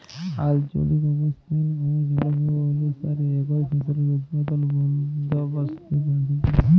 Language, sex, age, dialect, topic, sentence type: Bengali, female, 41-45, Jharkhandi, agriculture, statement